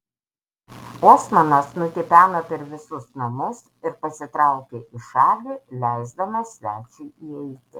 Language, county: Lithuanian, Vilnius